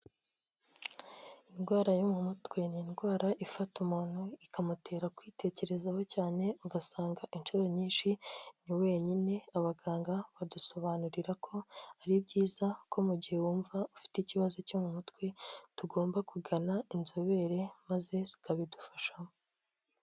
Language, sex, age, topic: Kinyarwanda, female, 18-24, health